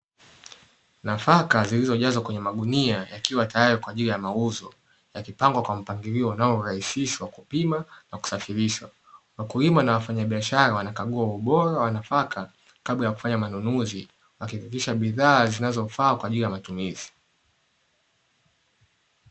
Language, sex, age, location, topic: Swahili, male, 18-24, Dar es Salaam, agriculture